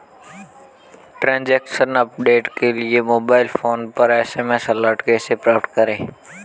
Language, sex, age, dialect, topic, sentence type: Hindi, male, 18-24, Marwari Dhudhari, banking, question